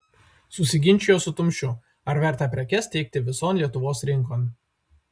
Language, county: Lithuanian, Vilnius